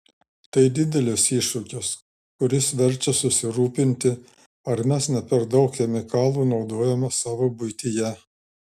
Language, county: Lithuanian, Šiauliai